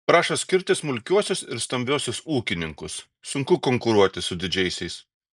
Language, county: Lithuanian, Šiauliai